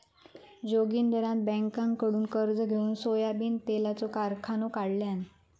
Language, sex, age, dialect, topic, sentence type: Marathi, female, 18-24, Southern Konkan, agriculture, statement